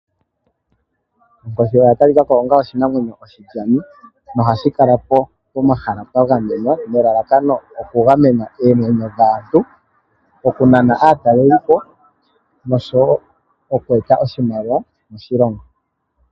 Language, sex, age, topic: Oshiwambo, male, 18-24, agriculture